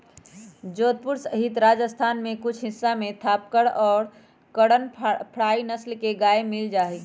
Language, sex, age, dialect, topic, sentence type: Magahi, female, 36-40, Western, agriculture, statement